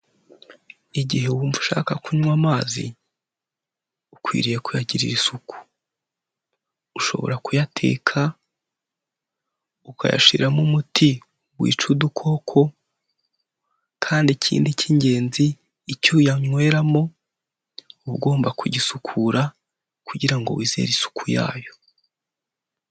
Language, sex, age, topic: Kinyarwanda, male, 18-24, health